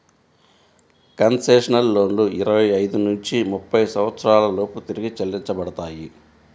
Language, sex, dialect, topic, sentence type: Telugu, female, Central/Coastal, banking, statement